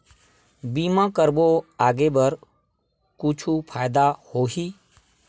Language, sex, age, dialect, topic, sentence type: Chhattisgarhi, male, 36-40, Western/Budati/Khatahi, banking, question